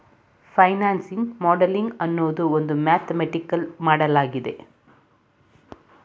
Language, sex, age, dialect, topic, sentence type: Kannada, female, 46-50, Mysore Kannada, banking, statement